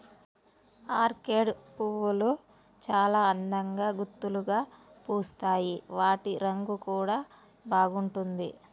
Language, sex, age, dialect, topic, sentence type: Telugu, female, 18-24, Telangana, agriculture, statement